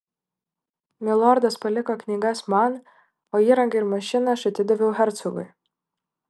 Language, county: Lithuanian, Klaipėda